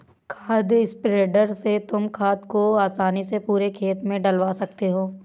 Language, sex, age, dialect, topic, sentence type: Hindi, female, 18-24, Awadhi Bundeli, agriculture, statement